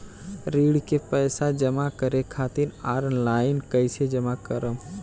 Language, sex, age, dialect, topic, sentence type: Bhojpuri, male, 18-24, Southern / Standard, banking, question